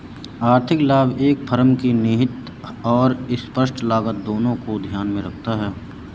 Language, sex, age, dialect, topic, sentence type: Hindi, male, 31-35, Awadhi Bundeli, banking, statement